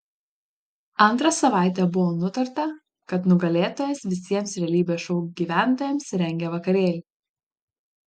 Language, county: Lithuanian, Panevėžys